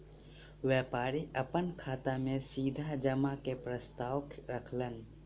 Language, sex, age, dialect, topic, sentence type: Maithili, male, 18-24, Southern/Standard, banking, statement